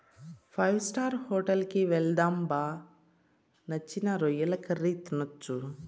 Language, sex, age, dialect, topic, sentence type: Telugu, female, 36-40, Southern, agriculture, statement